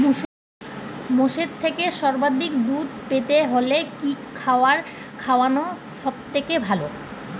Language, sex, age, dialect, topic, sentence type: Bengali, female, 41-45, Standard Colloquial, agriculture, question